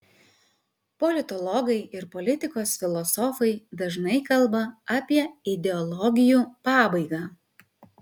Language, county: Lithuanian, Kaunas